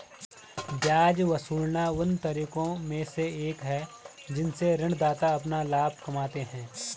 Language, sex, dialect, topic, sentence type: Hindi, male, Garhwali, banking, statement